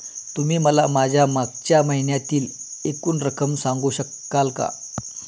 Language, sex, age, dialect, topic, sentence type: Marathi, male, 31-35, Standard Marathi, banking, question